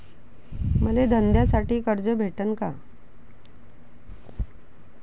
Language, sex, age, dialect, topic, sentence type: Marathi, female, 41-45, Varhadi, banking, question